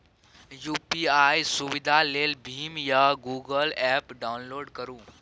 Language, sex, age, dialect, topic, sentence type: Maithili, male, 18-24, Bajjika, banking, statement